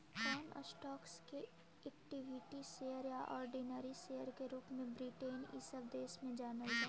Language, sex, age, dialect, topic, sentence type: Magahi, female, 18-24, Central/Standard, banking, statement